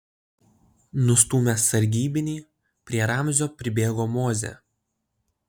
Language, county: Lithuanian, Utena